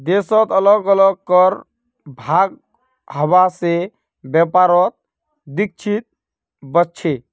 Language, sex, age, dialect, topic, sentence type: Magahi, male, 60-100, Northeastern/Surjapuri, banking, statement